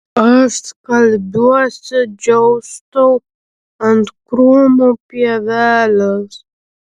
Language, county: Lithuanian, Vilnius